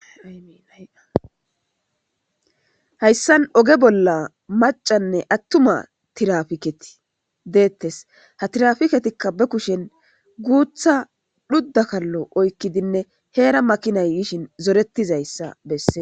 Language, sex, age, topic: Gamo, female, 25-35, government